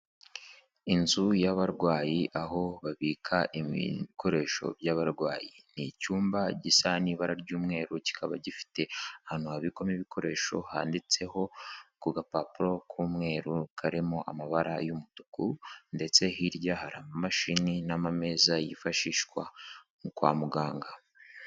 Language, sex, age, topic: Kinyarwanda, male, 18-24, health